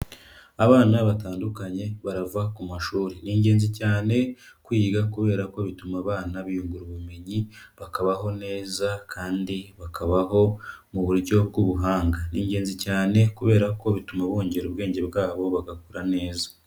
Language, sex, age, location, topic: Kinyarwanda, male, 25-35, Kigali, education